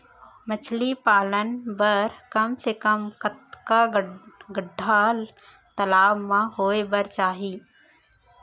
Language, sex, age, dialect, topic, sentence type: Chhattisgarhi, female, 25-30, Central, agriculture, question